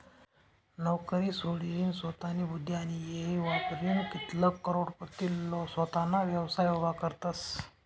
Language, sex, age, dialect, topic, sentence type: Marathi, male, 25-30, Northern Konkan, banking, statement